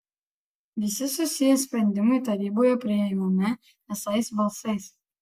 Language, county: Lithuanian, Kaunas